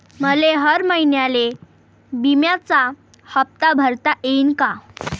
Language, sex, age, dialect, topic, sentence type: Marathi, female, 18-24, Varhadi, banking, question